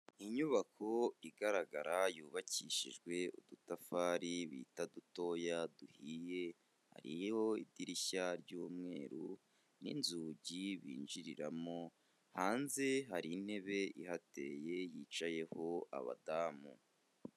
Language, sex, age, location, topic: Kinyarwanda, male, 25-35, Kigali, health